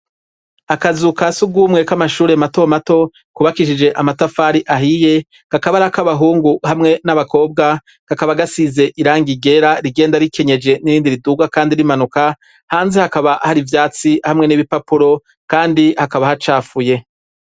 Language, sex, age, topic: Rundi, female, 25-35, education